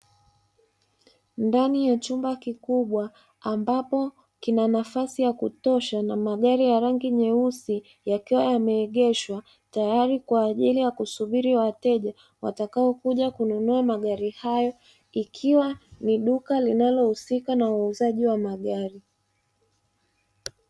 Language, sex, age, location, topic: Swahili, male, 25-35, Dar es Salaam, finance